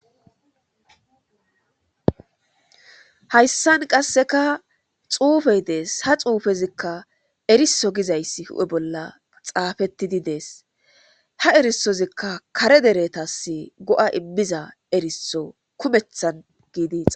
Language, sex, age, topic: Gamo, female, 25-35, government